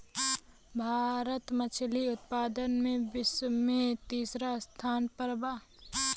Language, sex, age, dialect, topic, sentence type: Bhojpuri, female, 18-24, Western, agriculture, statement